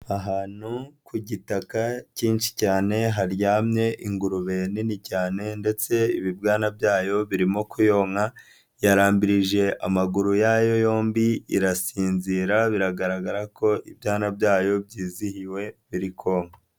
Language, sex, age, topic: Kinyarwanda, male, 25-35, agriculture